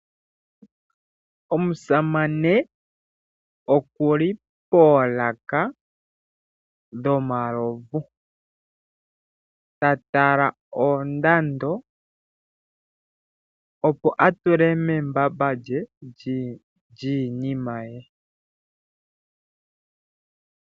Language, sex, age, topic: Oshiwambo, male, 25-35, finance